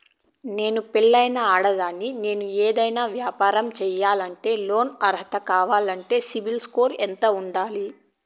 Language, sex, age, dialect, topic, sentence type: Telugu, female, 18-24, Southern, banking, question